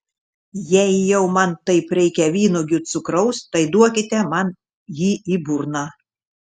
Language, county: Lithuanian, Šiauliai